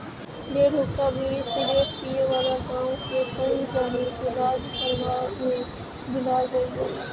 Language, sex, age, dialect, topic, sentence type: Bhojpuri, female, 18-24, Northern, agriculture, statement